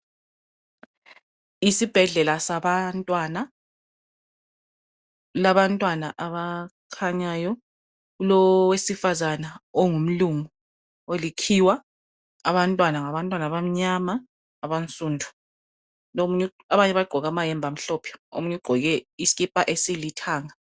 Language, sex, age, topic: North Ndebele, female, 25-35, health